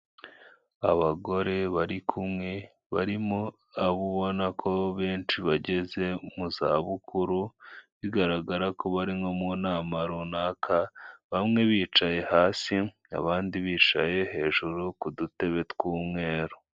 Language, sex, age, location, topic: Kinyarwanda, male, 25-35, Kigali, health